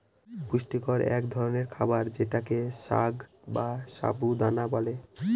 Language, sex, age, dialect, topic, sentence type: Bengali, male, 18-24, Northern/Varendri, agriculture, statement